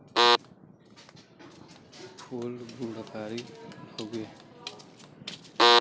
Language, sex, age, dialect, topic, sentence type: Bhojpuri, male, 18-24, Western, agriculture, statement